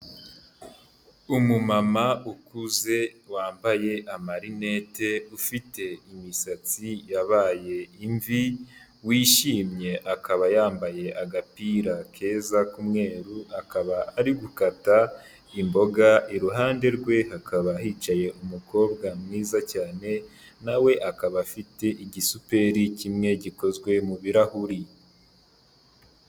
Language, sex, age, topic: Kinyarwanda, male, 18-24, health